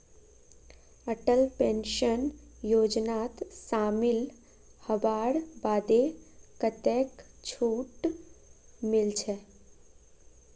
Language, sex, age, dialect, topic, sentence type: Magahi, female, 18-24, Northeastern/Surjapuri, banking, statement